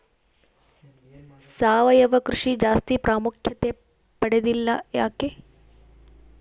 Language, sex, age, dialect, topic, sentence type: Kannada, female, 36-40, Central, agriculture, question